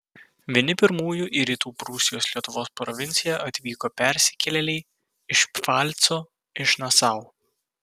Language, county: Lithuanian, Vilnius